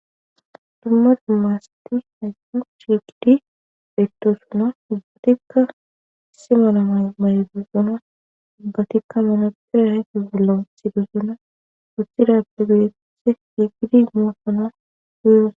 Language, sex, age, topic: Gamo, female, 25-35, government